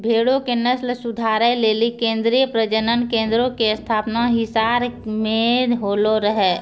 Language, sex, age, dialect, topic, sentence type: Maithili, female, 31-35, Angika, agriculture, statement